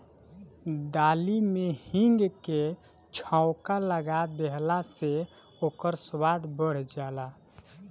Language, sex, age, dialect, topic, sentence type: Bhojpuri, male, 18-24, Northern, agriculture, statement